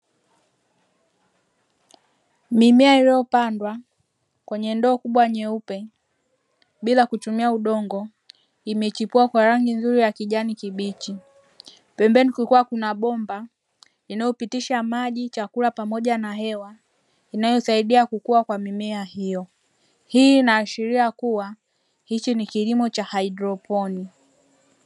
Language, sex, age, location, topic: Swahili, female, 18-24, Dar es Salaam, agriculture